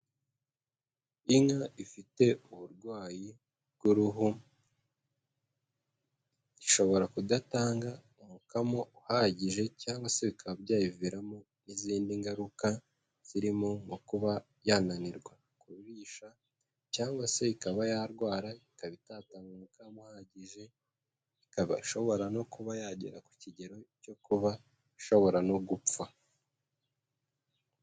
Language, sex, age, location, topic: Kinyarwanda, male, 25-35, Huye, agriculture